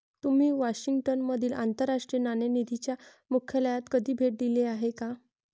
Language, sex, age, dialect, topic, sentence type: Marathi, female, 31-35, Varhadi, banking, statement